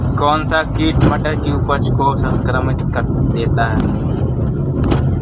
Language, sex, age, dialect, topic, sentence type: Hindi, female, 18-24, Awadhi Bundeli, agriculture, question